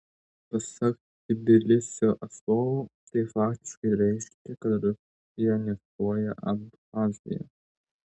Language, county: Lithuanian, Tauragė